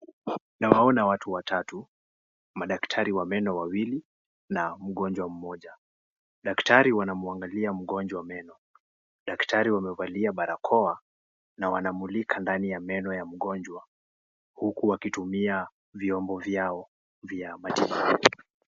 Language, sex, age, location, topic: Swahili, male, 18-24, Kisii, health